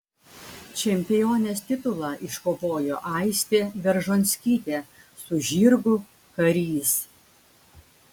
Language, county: Lithuanian, Klaipėda